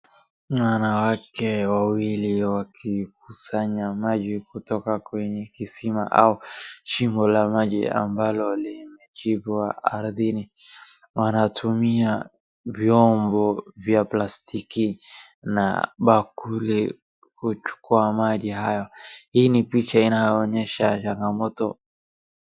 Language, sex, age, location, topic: Swahili, male, 36-49, Wajir, health